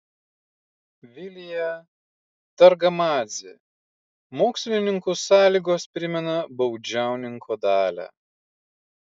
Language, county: Lithuanian, Klaipėda